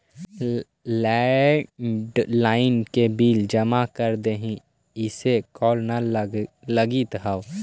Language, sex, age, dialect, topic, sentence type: Magahi, male, 18-24, Central/Standard, agriculture, statement